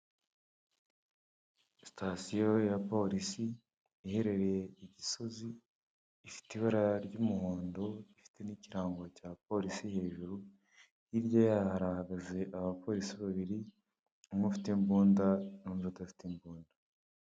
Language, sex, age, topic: Kinyarwanda, male, 18-24, government